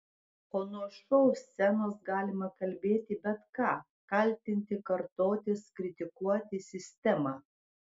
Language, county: Lithuanian, Klaipėda